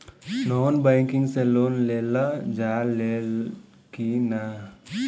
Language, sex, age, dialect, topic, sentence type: Bhojpuri, male, 18-24, Northern, banking, question